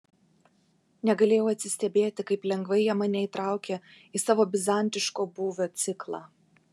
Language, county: Lithuanian, Vilnius